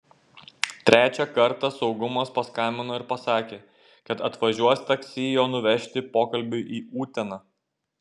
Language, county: Lithuanian, Šiauliai